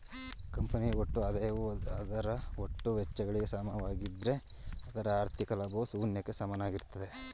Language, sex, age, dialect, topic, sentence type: Kannada, male, 31-35, Mysore Kannada, banking, statement